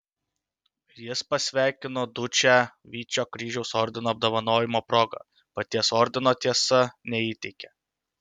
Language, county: Lithuanian, Utena